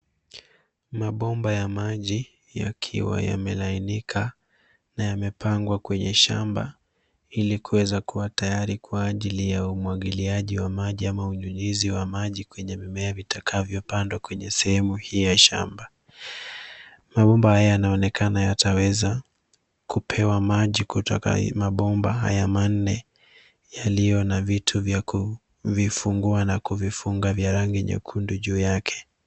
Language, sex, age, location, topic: Swahili, male, 25-35, Nairobi, agriculture